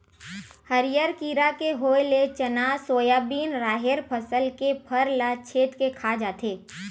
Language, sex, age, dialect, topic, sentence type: Chhattisgarhi, female, 25-30, Western/Budati/Khatahi, agriculture, statement